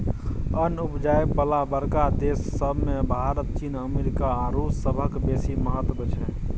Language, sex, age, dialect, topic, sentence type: Maithili, male, 25-30, Bajjika, agriculture, statement